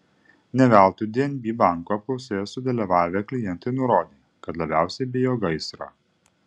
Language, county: Lithuanian, Utena